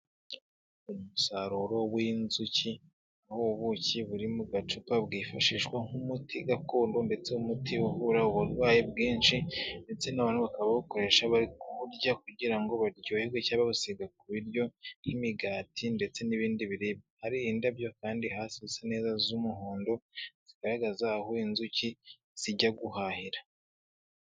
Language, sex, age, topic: Kinyarwanda, male, 18-24, health